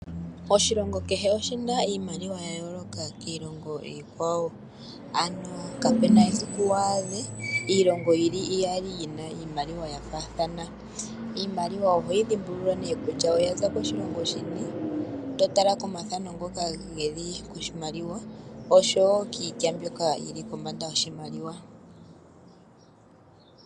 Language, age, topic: Oshiwambo, 25-35, finance